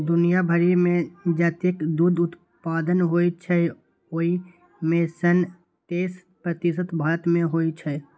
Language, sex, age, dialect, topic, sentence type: Maithili, male, 18-24, Eastern / Thethi, agriculture, statement